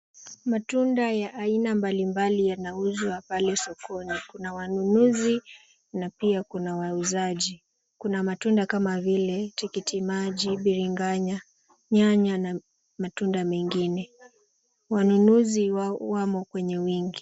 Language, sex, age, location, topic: Swahili, female, 18-24, Kisumu, finance